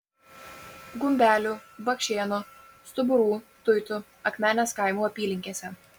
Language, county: Lithuanian, Vilnius